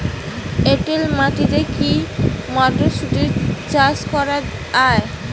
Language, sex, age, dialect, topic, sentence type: Bengali, female, 18-24, Rajbangshi, agriculture, question